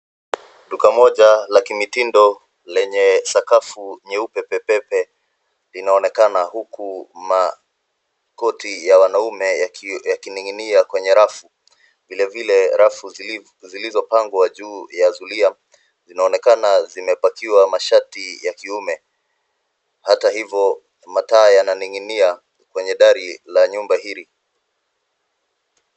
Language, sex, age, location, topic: Swahili, male, 25-35, Nairobi, finance